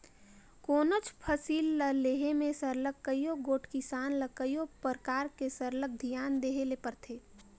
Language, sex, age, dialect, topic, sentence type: Chhattisgarhi, female, 25-30, Northern/Bhandar, agriculture, statement